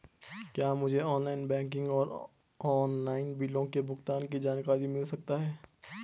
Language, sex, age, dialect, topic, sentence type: Hindi, male, 18-24, Garhwali, banking, question